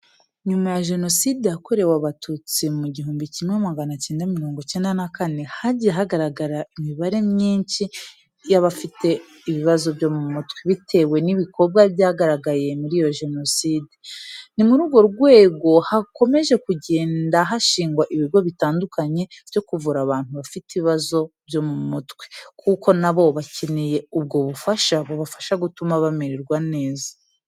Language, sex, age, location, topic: Kinyarwanda, female, 18-24, Kigali, health